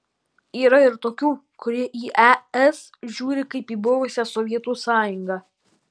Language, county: Lithuanian, Alytus